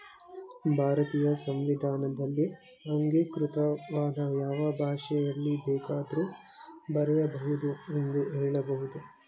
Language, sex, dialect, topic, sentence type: Kannada, male, Mysore Kannada, banking, statement